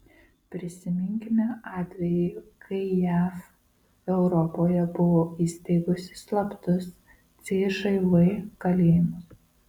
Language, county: Lithuanian, Marijampolė